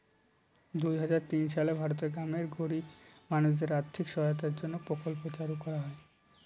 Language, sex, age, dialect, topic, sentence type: Bengali, male, 18-24, Northern/Varendri, banking, statement